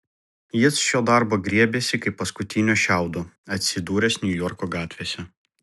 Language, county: Lithuanian, Vilnius